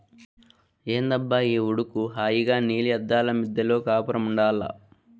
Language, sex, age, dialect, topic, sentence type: Telugu, male, 25-30, Southern, agriculture, statement